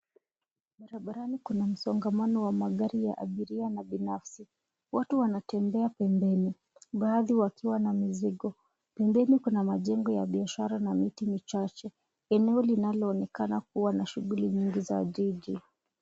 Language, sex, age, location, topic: Swahili, female, 25-35, Nairobi, government